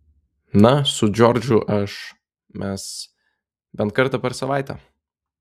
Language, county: Lithuanian, Telšiai